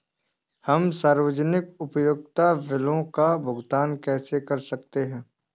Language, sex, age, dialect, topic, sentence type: Hindi, male, 18-24, Awadhi Bundeli, banking, question